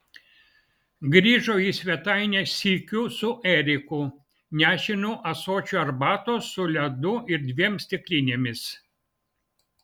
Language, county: Lithuanian, Vilnius